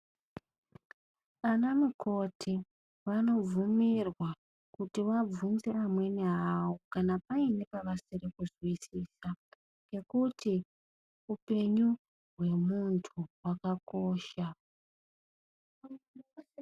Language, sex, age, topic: Ndau, female, 25-35, health